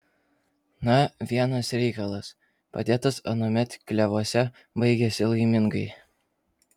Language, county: Lithuanian, Vilnius